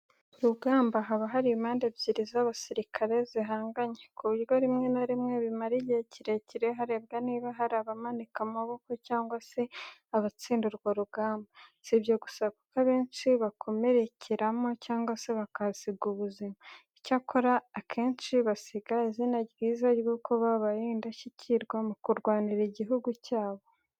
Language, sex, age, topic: Kinyarwanda, female, 18-24, education